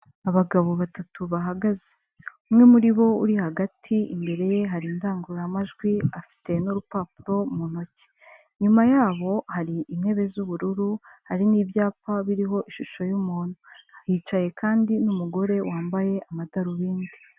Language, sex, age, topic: Kinyarwanda, female, 18-24, government